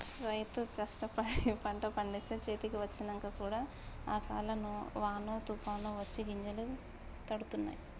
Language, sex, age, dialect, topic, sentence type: Telugu, female, 31-35, Telangana, agriculture, statement